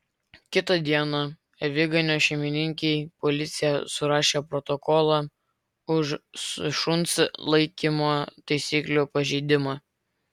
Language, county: Lithuanian, Vilnius